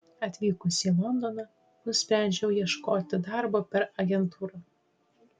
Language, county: Lithuanian, Tauragė